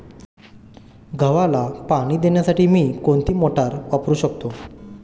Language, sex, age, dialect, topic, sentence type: Marathi, male, 25-30, Standard Marathi, agriculture, question